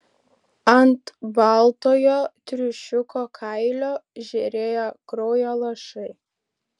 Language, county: Lithuanian, Šiauliai